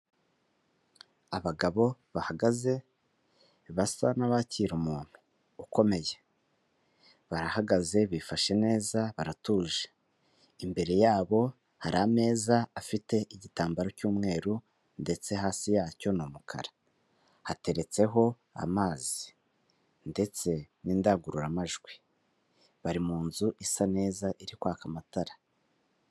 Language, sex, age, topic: Kinyarwanda, male, 25-35, government